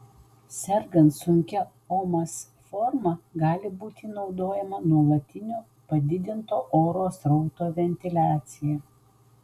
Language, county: Lithuanian, Vilnius